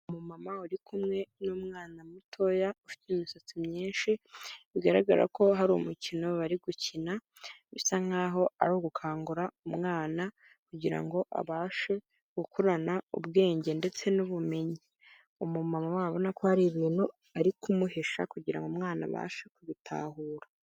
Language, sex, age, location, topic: Kinyarwanda, female, 25-35, Kigali, health